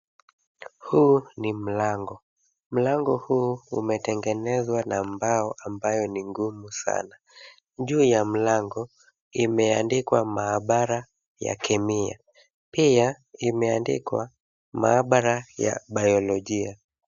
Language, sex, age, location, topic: Swahili, male, 25-35, Kisumu, education